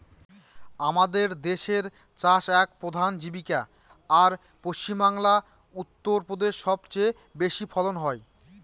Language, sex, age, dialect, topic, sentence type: Bengali, male, 25-30, Northern/Varendri, agriculture, statement